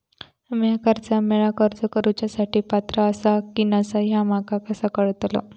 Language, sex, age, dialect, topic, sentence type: Marathi, female, 25-30, Southern Konkan, banking, statement